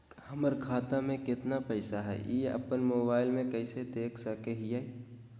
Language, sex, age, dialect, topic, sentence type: Magahi, male, 25-30, Southern, banking, question